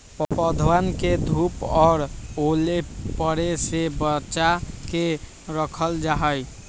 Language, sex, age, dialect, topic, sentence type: Magahi, male, 56-60, Western, agriculture, statement